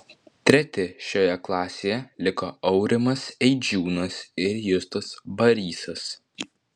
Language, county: Lithuanian, Vilnius